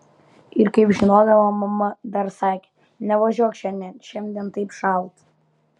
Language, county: Lithuanian, Kaunas